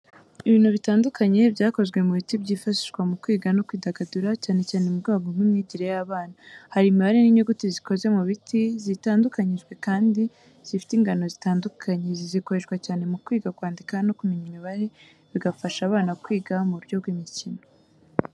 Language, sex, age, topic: Kinyarwanda, female, 18-24, education